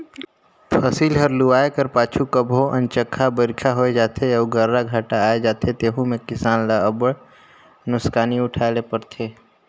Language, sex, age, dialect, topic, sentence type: Chhattisgarhi, male, 25-30, Northern/Bhandar, agriculture, statement